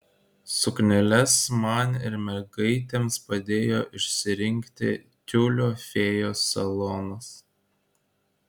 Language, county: Lithuanian, Kaunas